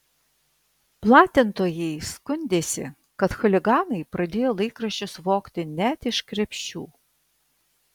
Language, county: Lithuanian, Vilnius